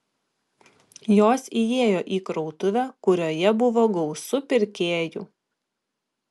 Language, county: Lithuanian, Klaipėda